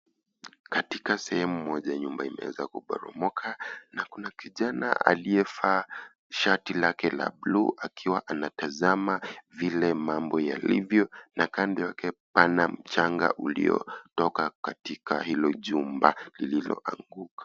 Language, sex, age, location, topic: Swahili, male, 25-35, Kisii, health